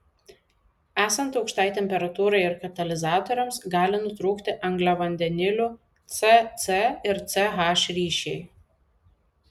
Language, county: Lithuanian, Vilnius